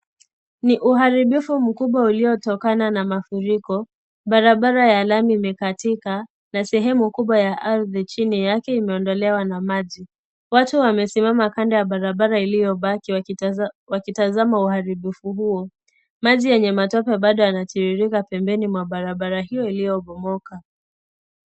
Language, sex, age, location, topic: Swahili, female, 18-24, Kisii, health